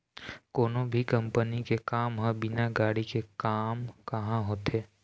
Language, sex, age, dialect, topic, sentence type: Chhattisgarhi, male, 18-24, Eastern, banking, statement